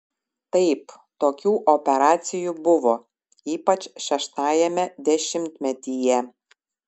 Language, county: Lithuanian, Šiauliai